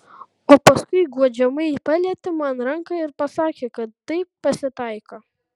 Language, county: Lithuanian, Kaunas